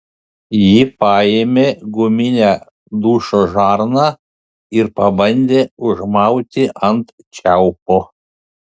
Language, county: Lithuanian, Panevėžys